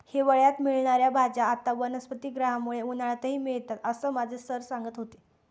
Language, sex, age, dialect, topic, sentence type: Marathi, female, 18-24, Standard Marathi, agriculture, statement